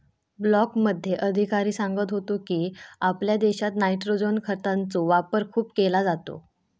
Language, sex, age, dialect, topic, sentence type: Marathi, female, 18-24, Southern Konkan, agriculture, statement